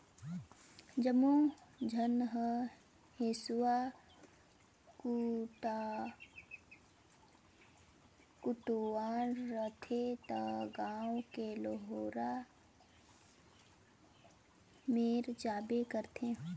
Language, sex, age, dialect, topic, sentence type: Chhattisgarhi, female, 18-24, Northern/Bhandar, agriculture, statement